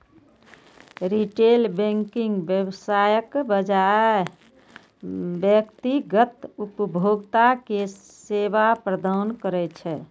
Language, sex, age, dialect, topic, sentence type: Maithili, female, 41-45, Eastern / Thethi, banking, statement